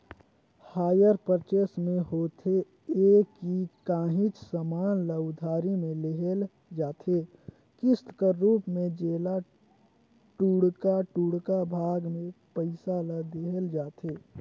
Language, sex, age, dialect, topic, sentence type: Chhattisgarhi, male, 18-24, Northern/Bhandar, banking, statement